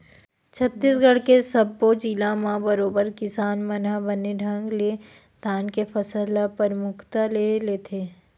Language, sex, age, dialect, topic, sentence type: Chhattisgarhi, female, 18-24, Western/Budati/Khatahi, agriculture, statement